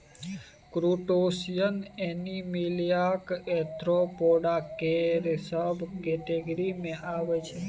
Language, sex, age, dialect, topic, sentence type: Maithili, male, 18-24, Bajjika, agriculture, statement